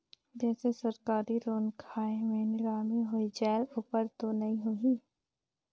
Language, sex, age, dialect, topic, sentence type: Chhattisgarhi, female, 56-60, Northern/Bhandar, banking, question